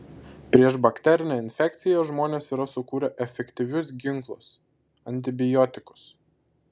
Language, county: Lithuanian, Šiauliai